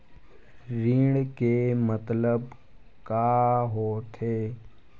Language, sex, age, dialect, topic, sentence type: Chhattisgarhi, male, 41-45, Western/Budati/Khatahi, banking, question